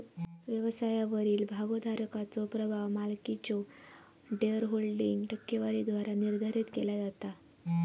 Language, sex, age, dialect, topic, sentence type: Marathi, female, 18-24, Southern Konkan, banking, statement